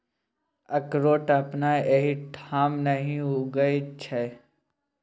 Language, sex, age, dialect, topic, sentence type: Maithili, male, 18-24, Bajjika, agriculture, statement